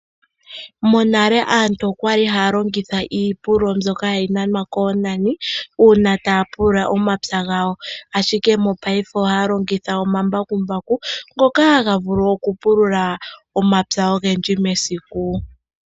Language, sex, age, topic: Oshiwambo, male, 25-35, agriculture